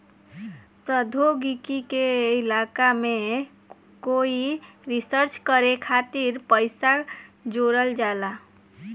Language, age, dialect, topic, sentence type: Bhojpuri, 18-24, Southern / Standard, banking, statement